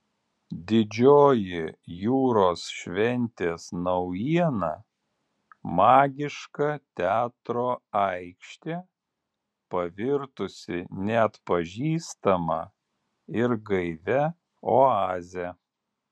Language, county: Lithuanian, Alytus